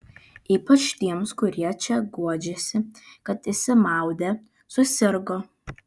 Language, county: Lithuanian, Vilnius